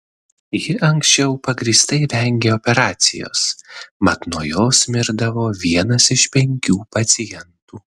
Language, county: Lithuanian, Vilnius